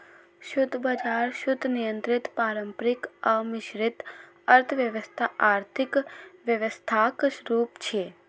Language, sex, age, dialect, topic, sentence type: Maithili, female, 18-24, Eastern / Thethi, banking, statement